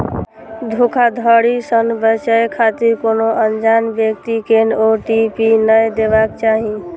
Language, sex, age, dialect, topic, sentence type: Maithili, male, 25-30, Eastern / Thethi, banking, statement